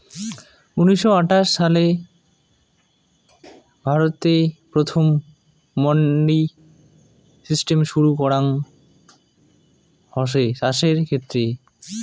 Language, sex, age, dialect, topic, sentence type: Bengali, male, 18-24, Rajbangshi, agriculture, statement